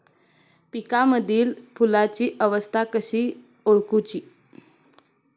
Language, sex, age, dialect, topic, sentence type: Marathi, female, 18-24, Southern Konkan, agriculture, statement